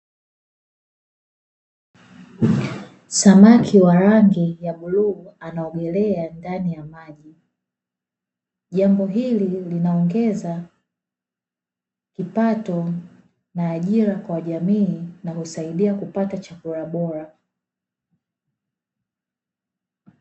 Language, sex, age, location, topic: Swahili, female, 18-24, Dar es Salaam, agriculture